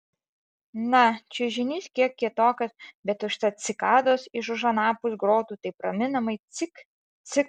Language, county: Lithuanian, Alytus